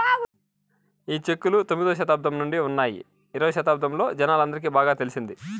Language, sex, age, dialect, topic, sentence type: Telugu, male, 41-45, Southern, banking, statement